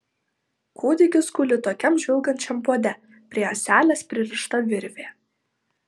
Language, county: Lithuanian, Vilnius